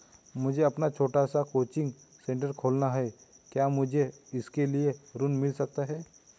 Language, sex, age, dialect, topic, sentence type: Hindi, male, 18-24, Hindustani Malvi Khadi Boli, banking, question